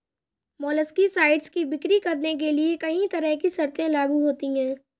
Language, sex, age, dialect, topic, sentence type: Hindi, male, 18-24, Kanauji Braj Bhasha, agriculture, statement